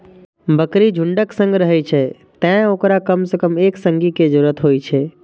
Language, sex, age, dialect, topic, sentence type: Maithili, male, 25-30, Eastern / Thethi, agriculture, statement